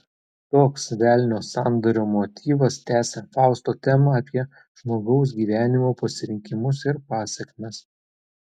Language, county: Lithuanian, Telšiai